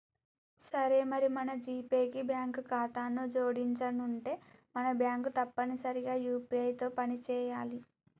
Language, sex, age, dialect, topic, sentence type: Telugu, female, 18-24, Telangana, banking, statement